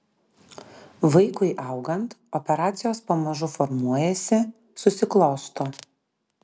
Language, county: Lithuanian, Klaipėda